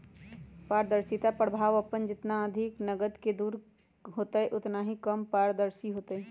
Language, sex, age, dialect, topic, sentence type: Magahi, female, 31-35, Western, banking, statement